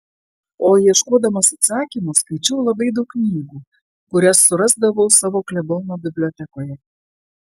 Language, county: Lithuanian, Klaipėda